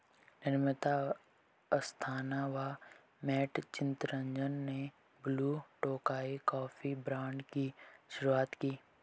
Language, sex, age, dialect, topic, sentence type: Hindi, male, 18-24, Marwari Dhudhari, agriculture, statement